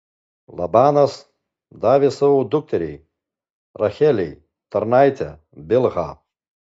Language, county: Lithuanian, Alytus